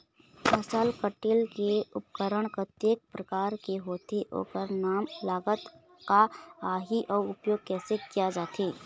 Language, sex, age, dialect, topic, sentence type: Chhattisgarhi, female, 25-30, Eastern, agriculture, question